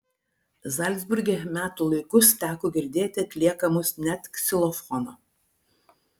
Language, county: Lithuanian, Vilnius